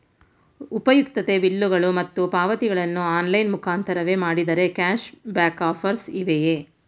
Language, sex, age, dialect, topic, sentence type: Kannada, female, 46-50, Mysore Kannada, banking, question